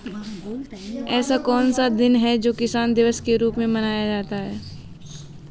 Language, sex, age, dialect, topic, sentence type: Hindi, female, 25-30, Kanauji Braj Bhasha, agriculture, question